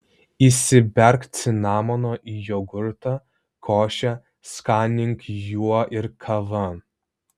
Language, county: Lithuanian, Vilnius